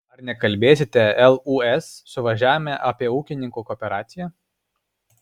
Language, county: Lithuanian, Alytus